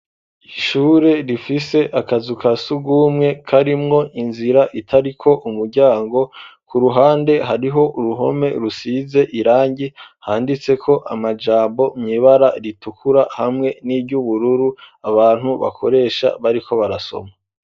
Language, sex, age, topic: Rundi, male, 25-35, education